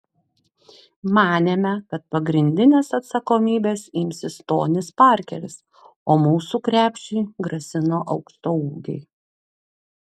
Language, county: Lithuanian, Klaipėda